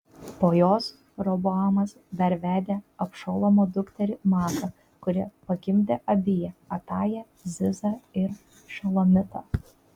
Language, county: Lithuanian, Kaunas